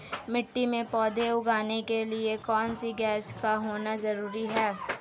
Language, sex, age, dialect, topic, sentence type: Hindi, female, 18-24, Hindustani Malvi Khadi Boli, agriculture, question